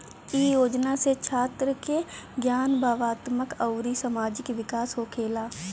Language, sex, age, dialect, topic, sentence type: Bhojpuri, female, 18-24, Northern, agriculture, statement